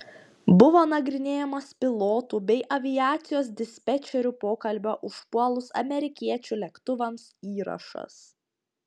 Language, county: Lithuanian, Panevėžys